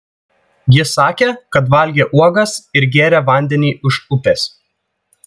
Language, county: Lithuanian, Vilnius